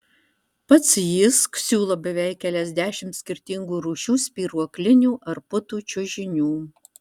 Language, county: Lithuanian, Vilnius